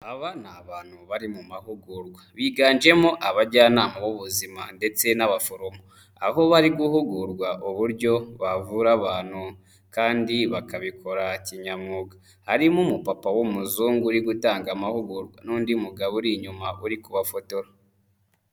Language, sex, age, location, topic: Kinyarwanda, male, 25-35, Huye, health